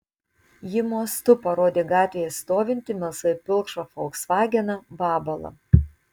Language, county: Lithuanian, Tauragė